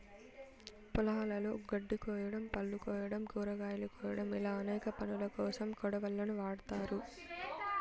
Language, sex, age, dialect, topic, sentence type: Telugu, female, 18-24, Southern, agriculture, statement